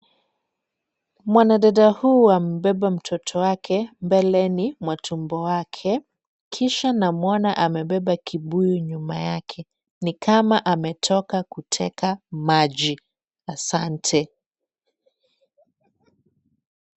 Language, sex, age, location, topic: Swahili, female, 18-24, Kisumu, health